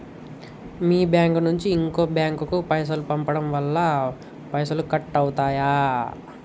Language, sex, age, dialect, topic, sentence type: Telugu, male, 18-24, Telangana, banking, question